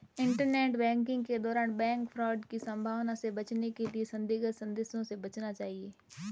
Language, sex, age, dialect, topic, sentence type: Hindi, female, 18-24, Marwari Dhudhari, banking, statement